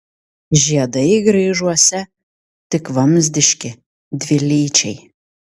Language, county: Lithuanian, Tauragė